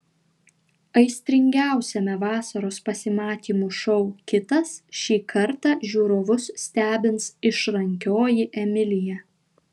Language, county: Lithuanian, Šiauliai